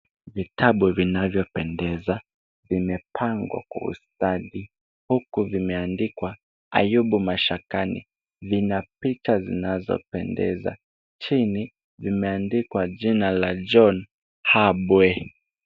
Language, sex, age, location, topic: Swahili, male, 18-24, Kisumu, education